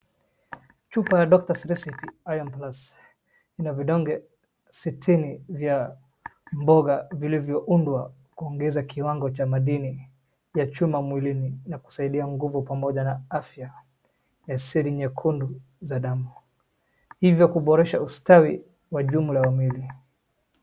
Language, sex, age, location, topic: Swahili, male, 25-35, Wajir, health